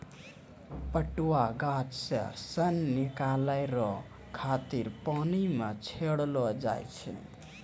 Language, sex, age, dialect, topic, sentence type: Maithili, male, 18-24, Angika, agriculture, statement